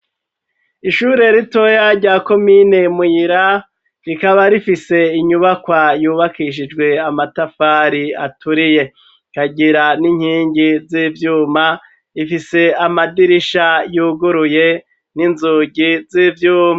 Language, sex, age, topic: Rundi, male, 36-49, education